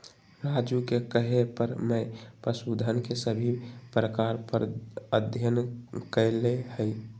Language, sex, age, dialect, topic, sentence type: Magahi, male, 18-24, Western, agriculture, statement